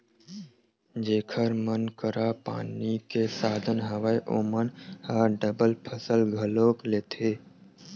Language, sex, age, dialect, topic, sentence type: Chhattisgarhi, male, 18-24, Western/Budati/Khatahi, agriculture, statement